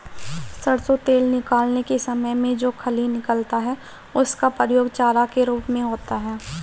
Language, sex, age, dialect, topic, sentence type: Hindi, male, 25-30, Marwari Dhudhari, agriculture, statement